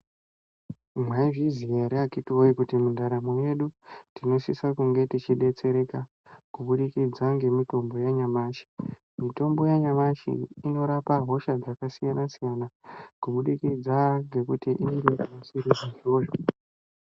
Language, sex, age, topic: Ndau, male, 18-24, health